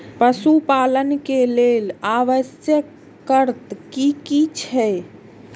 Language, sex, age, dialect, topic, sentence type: Maithili, female, 25-30, Eastern / Thethi, agriculture, question